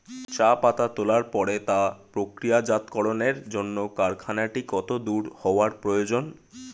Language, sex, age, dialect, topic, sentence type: Bengali, male, 18-24, Standard Colloquial, agriculture, question